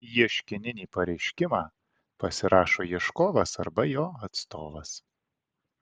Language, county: Lithuanian, Vilnius